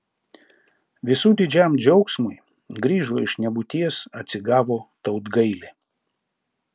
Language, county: Lithuanian, Šiauliai